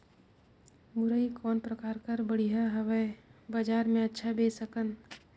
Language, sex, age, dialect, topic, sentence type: Chhattisgarhi, female, 25-30, Northern/Bhandar, agriculture, question